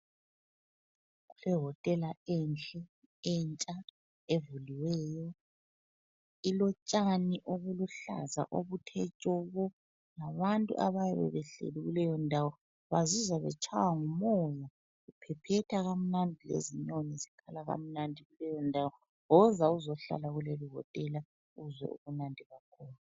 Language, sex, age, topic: North Ndebele, female, 36-49, education